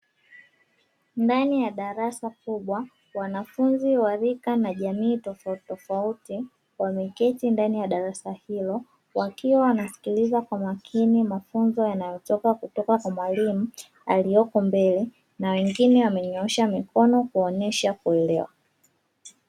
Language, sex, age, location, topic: Swahili, female, 25-35, Dar es Salaam, education